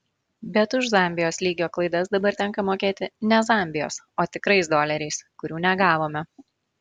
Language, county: Lithuanian, Marijampolė